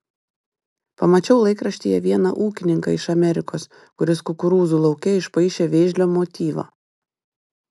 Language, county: Lithuanian, Panevėžys